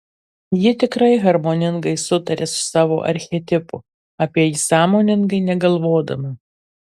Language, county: Lithuanian, Marijampolė